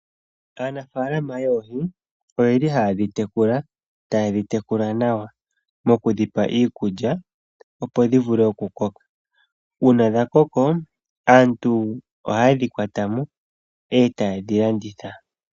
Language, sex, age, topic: Oshiwambo, female, 25-35, agriculture